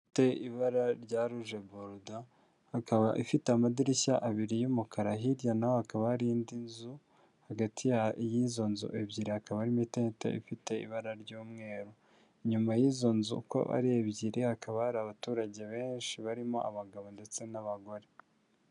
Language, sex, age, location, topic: Kinyarwanda, male, 18-24, Huye, health